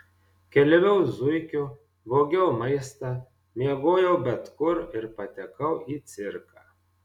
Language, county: Lithuanian, Marijampolė